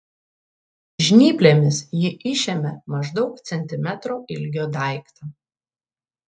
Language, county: Lithuanian, Šiauliai